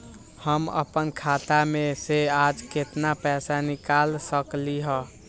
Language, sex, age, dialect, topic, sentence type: Magahi, male, 18-24, Western, banking, question